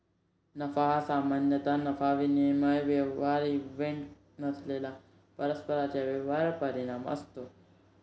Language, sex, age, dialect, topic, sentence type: Marathi, male, 18-24, Varhadi, banking, statement